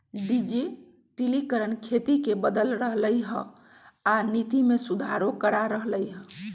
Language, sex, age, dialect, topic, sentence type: Magahi, female, 41-45, Western, agriculture, statement